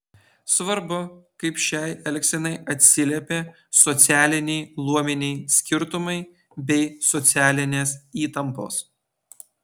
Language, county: Lithuanian, Utena